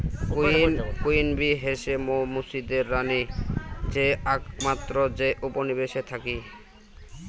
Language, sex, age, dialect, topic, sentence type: Bengali, male, <18, Rajbangshi, agriculture, statement